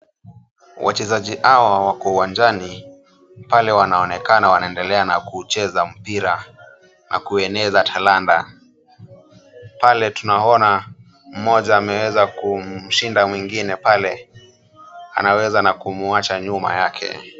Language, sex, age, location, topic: Swahili, male, 18-24, Kisumu, government